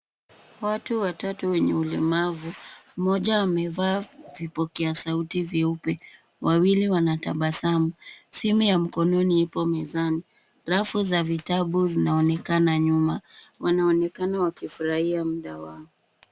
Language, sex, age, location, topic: Swahili, female, 18-24, Nairobi, education